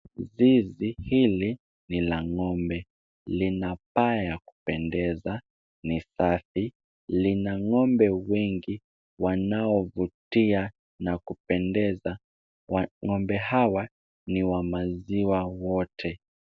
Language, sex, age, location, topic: Swahili, male, 18-24, Kisumu, agriculture